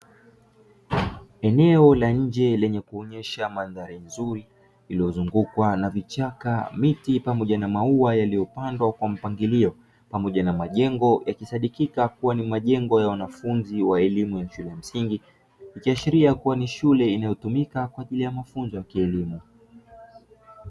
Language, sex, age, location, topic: Swahili, male, 25-35, Dar es Salaam, education